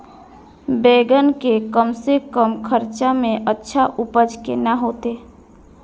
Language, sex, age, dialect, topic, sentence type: Maithili, female, 41-45, Eastern / Thethi, agriculture, question